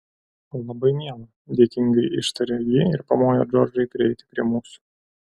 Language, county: Lithuanian, Klaipėda